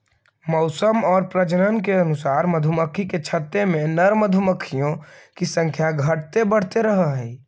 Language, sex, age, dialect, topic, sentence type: Magahi, male, 25-30, Central/Standard, agriculture, statement